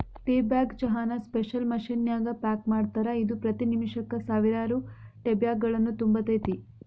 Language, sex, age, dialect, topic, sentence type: Kannada, female, 25-30, Dharwad Kannada, agriculture, statement